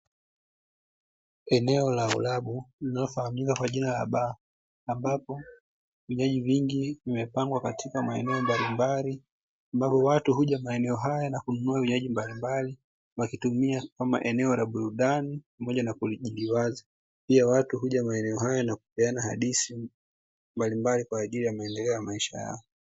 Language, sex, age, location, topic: Swahili, female, 18-24, Dar es Salaam, finance